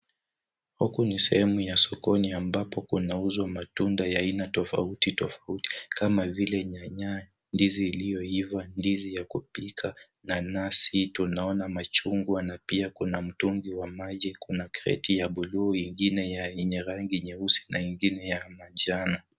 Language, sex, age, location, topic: Swahili, male, 18-24, Nairobi, finance